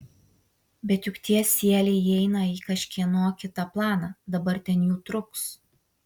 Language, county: Lithuanian, Vilnius